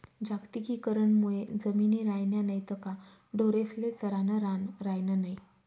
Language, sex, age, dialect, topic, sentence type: Marathi, female, 25-30, Northern Konkan, agriculture, statement